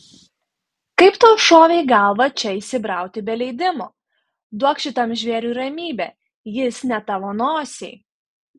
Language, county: Lithuanian, Panevėžys